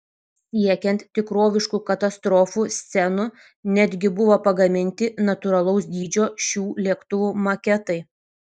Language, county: Lithuanian, Vilnius